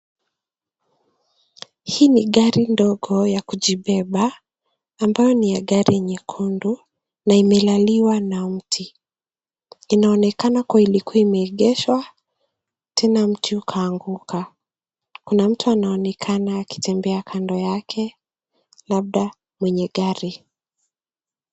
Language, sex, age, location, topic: Swahili, female, 25-35, Nairobi, health